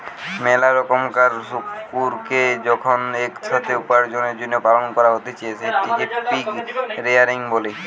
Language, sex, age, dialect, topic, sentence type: Bengali, male, 18-24, Western, agriculture, statement